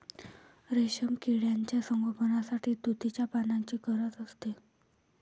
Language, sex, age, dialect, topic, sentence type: Marathi, female, 41-45, Varhadi, agriculture, statement